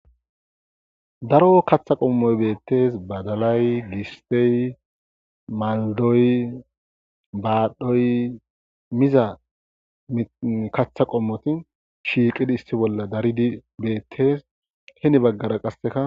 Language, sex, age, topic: Gamo, male, 25-35, agriculture